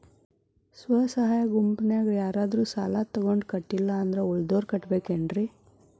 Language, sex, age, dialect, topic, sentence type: Kannada, female, 25-30, Dharwad Kannada, banking, question